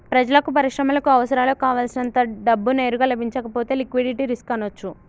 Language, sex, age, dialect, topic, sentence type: Telugu, female, 18-24, Telangana, banking, statement